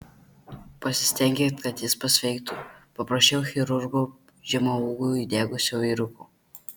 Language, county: Lithuanian, Marijampolė